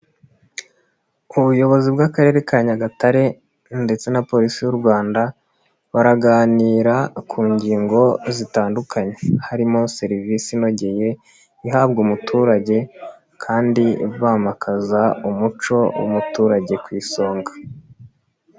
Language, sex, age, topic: Kinyarwanda, male, 25-35, government